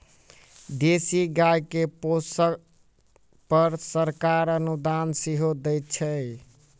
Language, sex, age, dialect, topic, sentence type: Maithili, male, 18-24, Southern/Standard, agriculture, statement